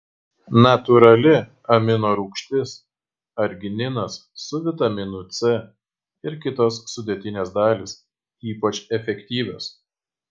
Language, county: Lithuanian, Kaunas